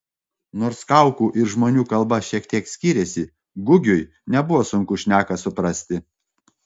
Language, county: Lithuanian, Panevėžys